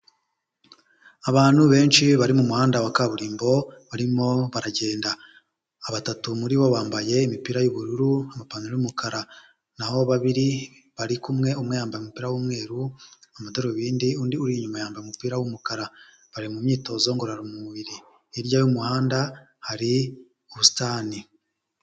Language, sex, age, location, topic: Kinyarwanda, male, 25-35, Huye, health